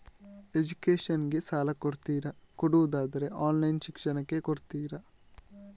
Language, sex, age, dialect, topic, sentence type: Kannada, male, 41-45, Coastal/Dakshin, banking, question